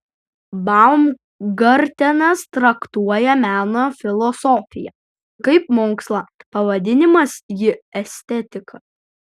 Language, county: Lithuanian, Utena